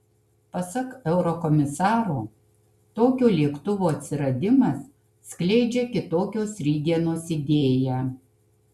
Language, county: Lithuanian, Kaunas